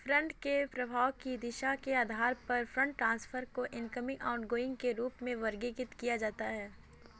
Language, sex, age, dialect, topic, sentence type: Hindi, female, 25-30, Kanauji Braj Bhasha, banking, statement